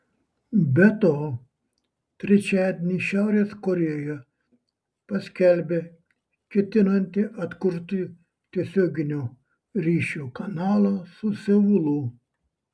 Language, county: Lithuanian, Šiauliai